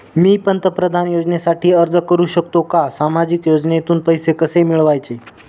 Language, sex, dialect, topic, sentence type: Marathi, male, Northern Konkan, banking, question